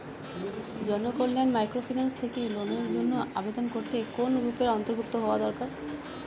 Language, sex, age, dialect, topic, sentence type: Bengali, female, 31-35, Standard Colloquial, banking, question